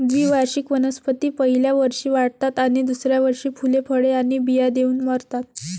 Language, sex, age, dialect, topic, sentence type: Marathi, female, 18-24, Varhadi, agriculture, statement